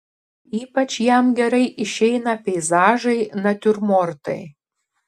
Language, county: Lithuanian, Šiauliai